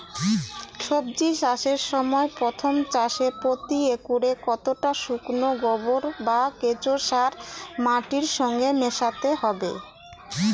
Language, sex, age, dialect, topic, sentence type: Bengali, female, 31-35, Rajbangshi, agriculture, question